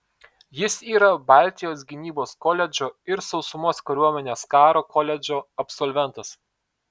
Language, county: Lithuanian, Telšiai